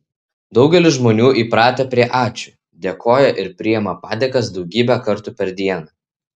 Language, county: Lithuanian, Vilnius